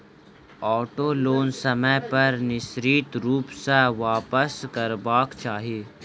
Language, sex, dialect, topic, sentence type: Maithili, male, Southern/Standard, banking, statement